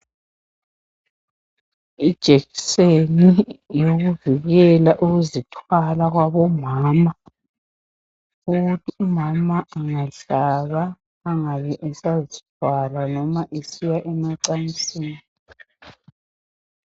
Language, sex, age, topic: North Ndebele, female, 50+, health